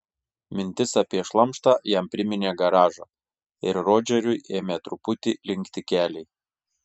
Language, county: Lithuanian, Šiauliai